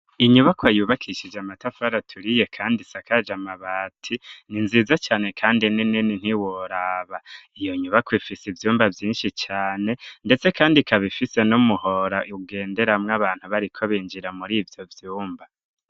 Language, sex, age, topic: Rundi, male, 25-35, education